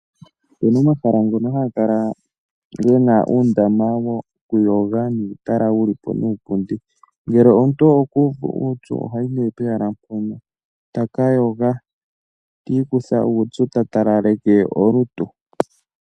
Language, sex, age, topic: Oshiwambo, male, 25-35, agriculture